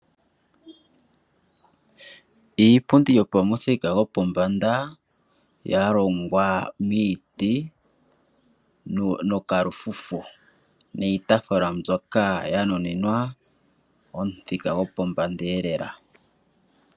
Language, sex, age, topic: Oshiwambo, male, 25-35, finance